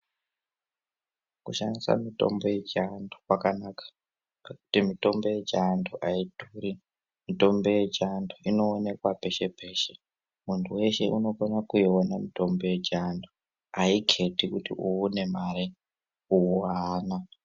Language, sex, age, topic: Ndau, male, 18-24, health